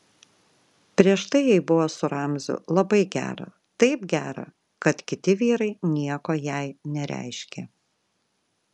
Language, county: Lithuanian, Vilnius